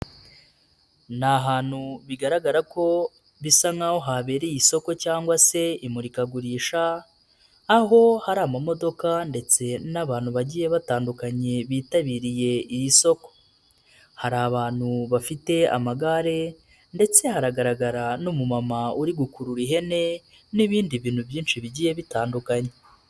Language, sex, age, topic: Kinyarwanda, male, 25-35, finance